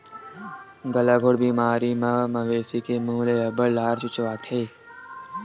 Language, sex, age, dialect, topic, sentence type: Chhattisgarhi, male, 18-24, Western/Budati/Khatahi, agriculture, statement